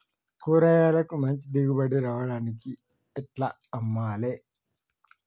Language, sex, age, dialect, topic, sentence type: Telugu, male, 31-35, Telangana, agriculture, question